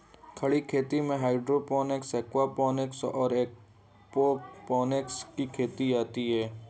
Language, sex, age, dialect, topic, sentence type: Hindi, male, 18-24, Hindustani Malvi Khadi Boli, agriculture, statement